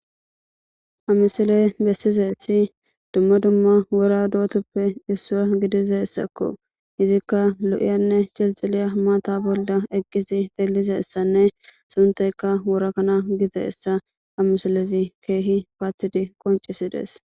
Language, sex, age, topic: Gamo, male, 18-24, agriculture